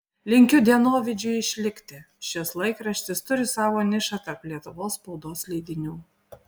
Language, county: Lithuanian, Panevėžys